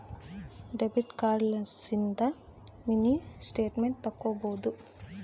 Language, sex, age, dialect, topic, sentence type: Kannada, female, 25-30, Central, banking, statement